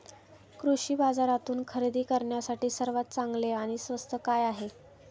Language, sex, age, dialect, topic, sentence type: Marathi, female, 18-24, Standard Marathi, agriculture, question